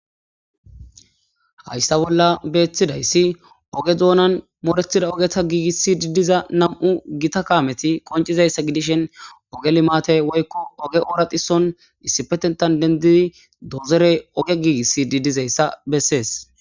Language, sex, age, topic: Gamo, male, 18-24, government